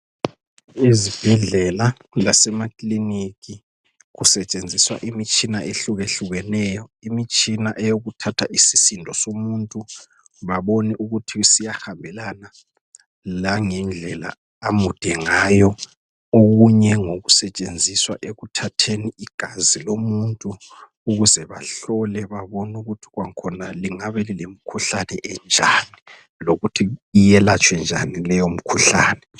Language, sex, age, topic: North Ndebele, male, 36-49, health